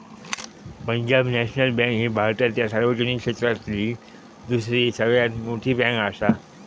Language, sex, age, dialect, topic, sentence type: Marathi, male, 25-30, Southern Konkan, banking, statement